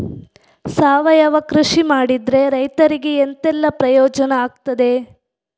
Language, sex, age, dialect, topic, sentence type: Kannada, female, 46-50, Coastal/Dakshin, agriculture, question